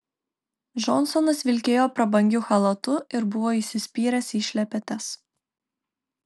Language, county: Lithuanian, Telšiai